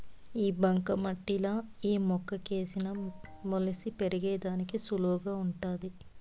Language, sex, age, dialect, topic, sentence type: Telugu, female, 25-30, Southern, agriculture, statement